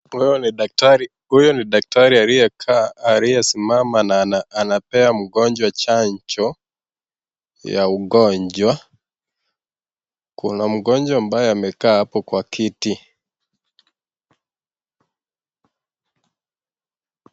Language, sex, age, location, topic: Swahili, male, 18-24, Kisii, health